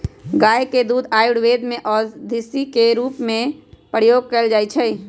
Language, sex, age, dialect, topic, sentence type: Magahi, female, 25-30, Western, agriculture, statement